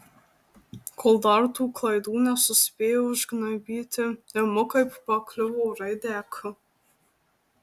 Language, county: Lithuanian, Marijampolė